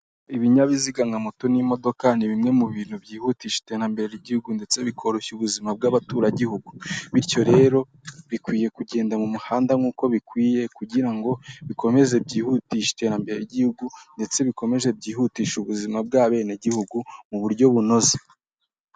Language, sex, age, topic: Kinyarwanda, male, 18-24, government